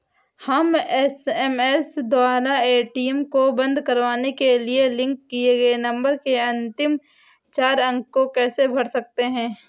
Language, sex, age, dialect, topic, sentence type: Hindi, female, 18-24, Awadhi Bundeli, banking, question